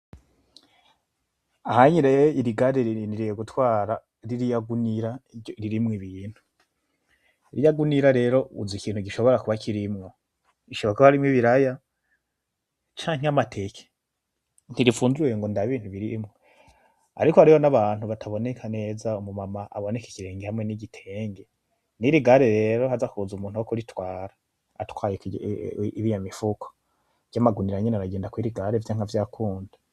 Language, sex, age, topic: Rundi, male, 25-35, agriculture